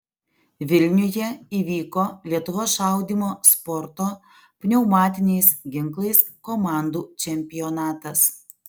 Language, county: Lithuanian, Alytus